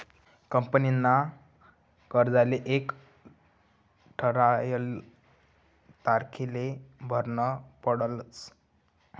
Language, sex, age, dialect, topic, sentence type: Marathi, male, 18-24, Northern Konkan, banking, statement